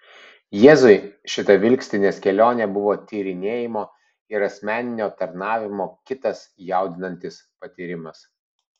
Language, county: Lithuanian, Vilnius